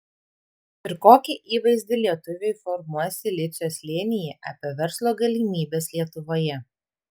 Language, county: Lithuanian, Vilnius